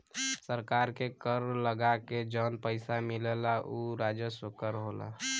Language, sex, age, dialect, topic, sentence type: Bhojpuri, male, 18-24, Western, banking, statement